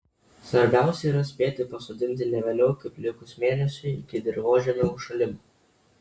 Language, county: Lithuanian, Kaunas